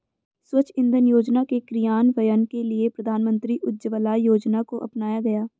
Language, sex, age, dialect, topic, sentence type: Hindi, female, 18-24, Hindustani Malvi Khadi Boli, agriculture, statement